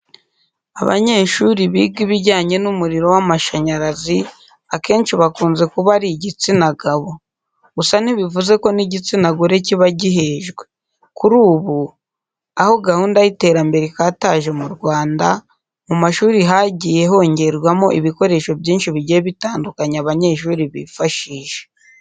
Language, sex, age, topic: Kinyarwanda, female, 18-24, education